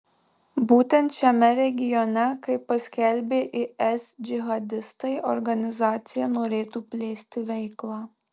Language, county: Lithuanian, Marijampolė